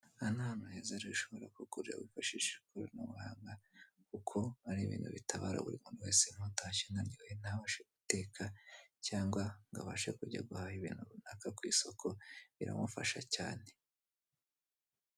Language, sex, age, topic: Kinyarwanda, male, 25-35, finance